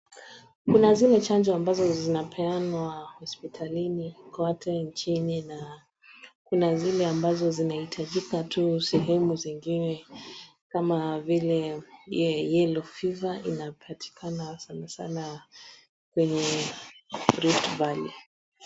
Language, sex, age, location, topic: Swahili, female, 25-35, Wajir, health